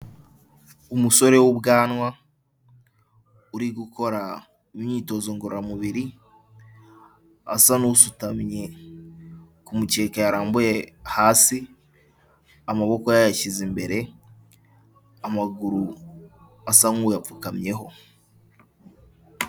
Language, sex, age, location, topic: Kinyarwanda, male, 18-24, Kigali, health